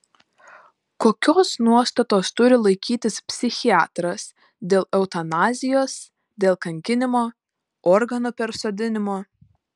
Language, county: Lithuanian, Panevėžys